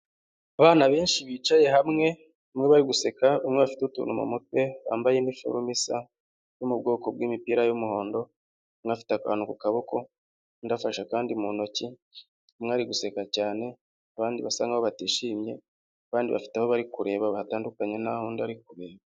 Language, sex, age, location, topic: Kinyarwanda, male, 25-35, Huye, health